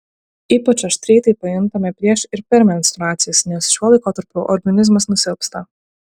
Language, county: Lithuanian, Utena